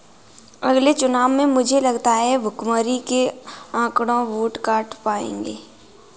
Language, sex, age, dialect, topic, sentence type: Hindi, female, 18-24, Kanauji Braj Bhasha, banking, statement